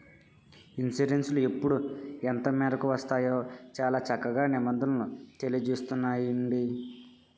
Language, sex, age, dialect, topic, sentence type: Telugu, male, 18-24, Utterandhra, banking, statement